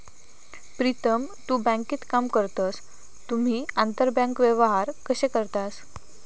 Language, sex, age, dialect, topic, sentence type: Marathi, female, 18-24, Southern Konkan, banking, statement